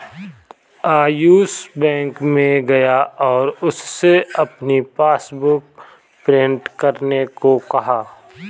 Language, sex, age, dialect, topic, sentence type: Hindi, male, 25-30, Kanauji Braj Bhasha, banking, statement